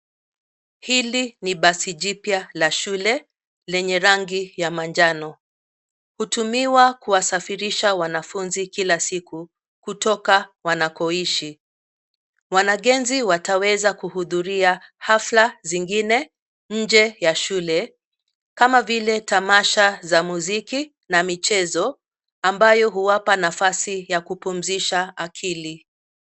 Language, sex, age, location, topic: Swahili, female, 50+, Nairobi, education